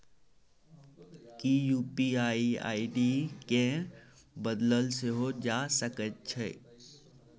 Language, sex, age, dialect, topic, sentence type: Maithili, male, 18-24, Bajjika, banking, statement